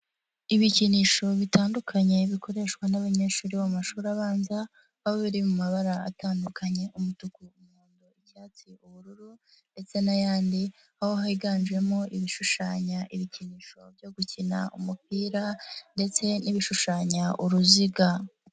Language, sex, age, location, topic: Kinyarwanda, male, 50+, Nyagatare, education